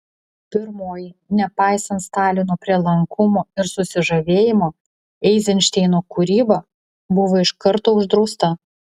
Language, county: Lithuanian, Vilnius